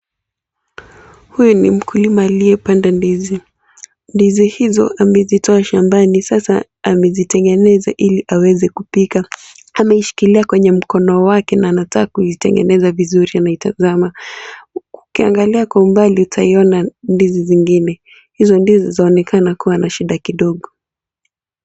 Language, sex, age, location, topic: Swahili, female, 18-24, Kisii, agriculture